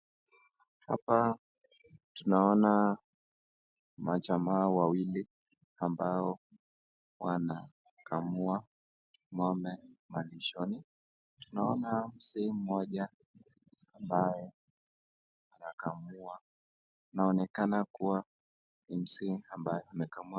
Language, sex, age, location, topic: Swahili, male, 25-35, Nakuru, agriculture